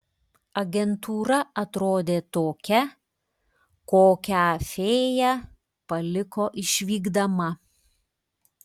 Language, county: Lithuanian, Klaipėda